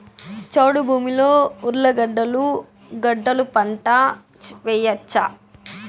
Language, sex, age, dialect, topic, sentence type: Telugu, female, 18-24, Southern, agriculture, question